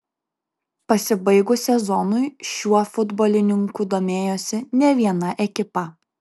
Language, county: Lithuanian, Kaunas